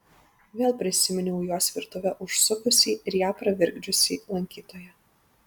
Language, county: Lithuanian, Panevėžys